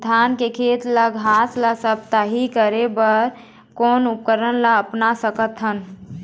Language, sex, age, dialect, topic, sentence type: Chhattisgarhi, female, 18-24, Eastern, agriculture, question